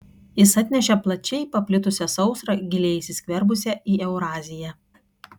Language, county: Lithuanian, Kaunas